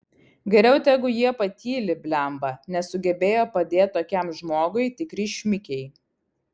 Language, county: Lithuanian, Kaunas